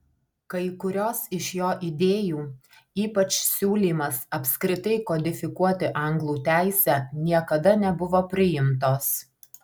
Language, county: Lithuanian, Alytus